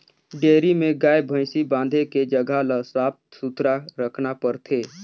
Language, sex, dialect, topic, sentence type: Chhattisgarhi, male, Northern/Bhandar, agriculture, statement